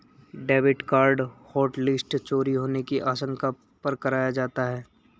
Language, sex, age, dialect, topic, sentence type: Hindi, male, 18-24, Marwari Dhudhari, banking, statement